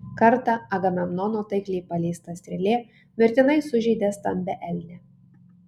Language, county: Lithuanian, Kaunas